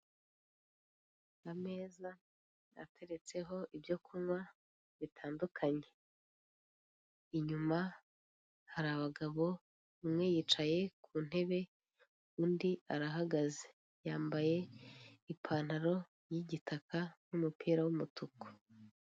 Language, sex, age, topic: Kinyarwanda, female, 25-35, finance